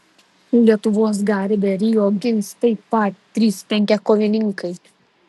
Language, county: Lithuanian, Alytus